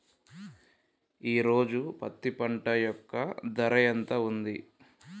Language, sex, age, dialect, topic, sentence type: Telugu, male, 25-30, Telangana, agriculture, question